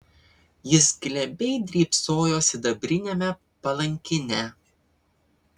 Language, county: Lithuanian, Vilnius